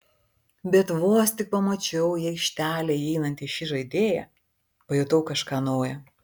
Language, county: Lithuanian, Vilnius